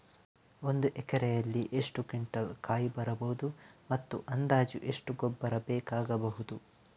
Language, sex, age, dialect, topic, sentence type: Kannada, male, 18-24, Coastal/Dakshin, agriculture, question